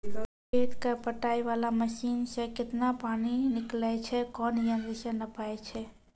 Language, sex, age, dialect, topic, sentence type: Maithili, female, 18-24, Angika, agriculture, question